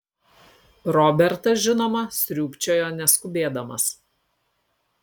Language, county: Lithuanian, Kaunas